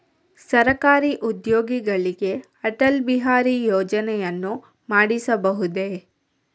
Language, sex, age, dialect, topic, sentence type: Kannada, female, 25-30, Coastal/Dakshin, banking, question